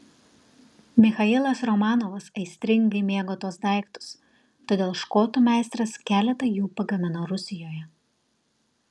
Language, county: Lithuanian, Telšiai